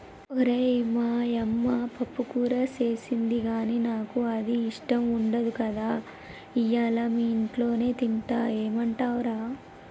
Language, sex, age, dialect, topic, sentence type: Telugu, female, 18-24, Telangana, agriculture, statement